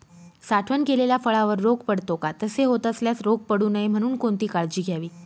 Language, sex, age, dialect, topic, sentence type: Marathi, female, 25-30, Northern Konkan, agriculture, question